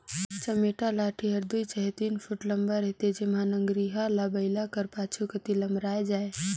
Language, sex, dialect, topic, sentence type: Chhattisgarhi, female, Northern/Bhandar, agriculture, statement